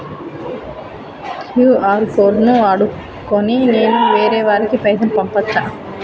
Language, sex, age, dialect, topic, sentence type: Telugu, female, 31-35, Telangana, banking, question